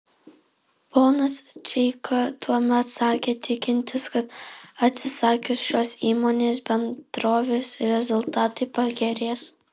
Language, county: Lithuanian, Alytus